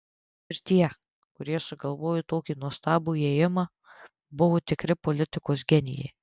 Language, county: Lithuanian, Tauragė